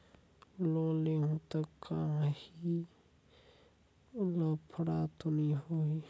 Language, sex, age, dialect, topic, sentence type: Chhattisgarhi, male, 18-24, Northern/Bhandar, banking, question